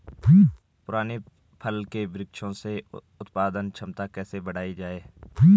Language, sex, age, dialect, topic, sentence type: Hindi, male, 18-24, Garhwali, agriculture, question